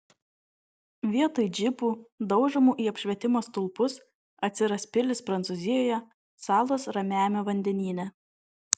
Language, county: Lithuanian, Vilnius